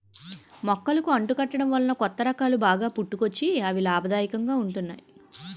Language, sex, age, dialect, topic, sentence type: Telugu, female, 31-35, Utterandhra, agriculture, statement